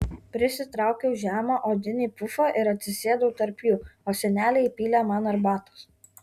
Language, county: Lithuanian, Kaunas